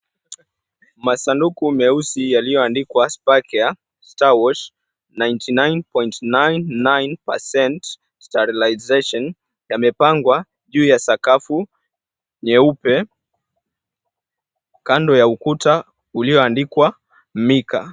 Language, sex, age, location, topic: Swahili, male, 18-24, Mombasa, government